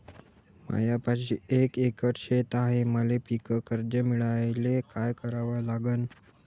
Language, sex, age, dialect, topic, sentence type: Marathi, male, 18-24, Varhadi, agriculture, question